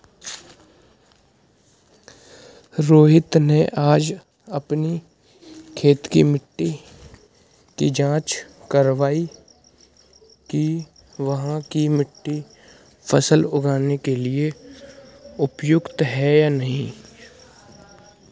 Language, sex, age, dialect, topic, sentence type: Hindi, male, 18-24, Hindustani Malvi Khadi Boli, agriculture, statement